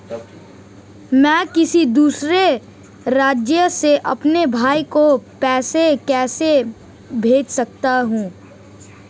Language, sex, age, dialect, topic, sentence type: Hindi, male, 18-24, Marwari Dhudhari, banking, question